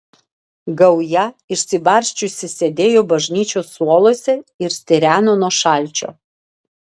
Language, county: Lithuanian, Vilnius